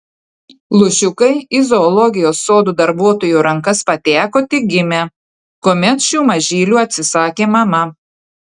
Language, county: Lithuanian, Telšiai